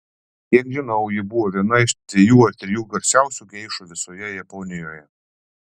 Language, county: Lithuanian, Panevėžys